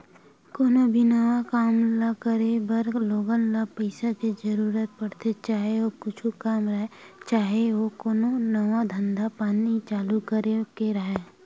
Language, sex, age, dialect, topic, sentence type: Chhattisgarhi, female, 51-55, Western/Budati/Khatahi, banking, statement